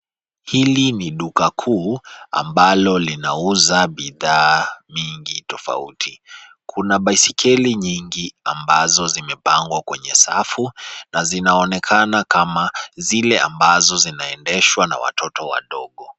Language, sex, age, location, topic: Swahili, male, 25-35, Nairobi, finance